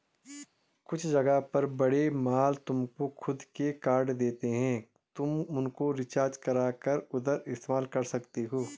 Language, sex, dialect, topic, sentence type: Hindi, male, Garhwali, banking, statement